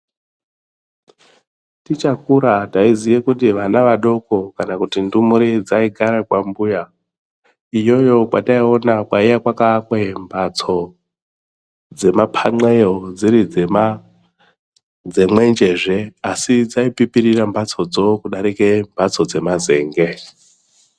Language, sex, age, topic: Ndau, male, 25-35, health